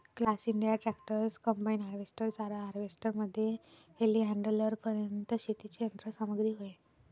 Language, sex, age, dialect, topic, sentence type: Marathi, female, 31-35, Varhadi, agriculture, statement